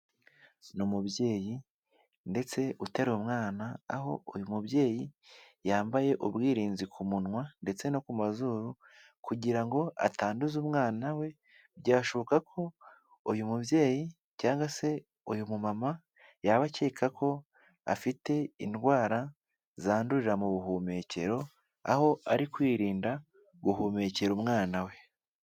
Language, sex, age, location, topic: Kinyarwanda, male, 18-24, Kigali, health